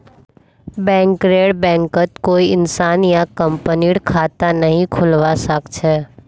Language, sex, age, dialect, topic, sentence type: Magahi, female, 41-45, Northeastern/Surjapuri, banking, statement